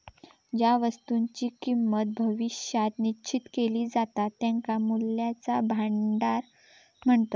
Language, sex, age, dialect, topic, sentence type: Marathi, female, 18-24, Southern Konkan, banking, statement